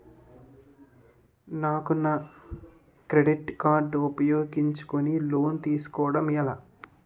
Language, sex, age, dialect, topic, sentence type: Telugu, male, 18-24, Utterandhra, banking, question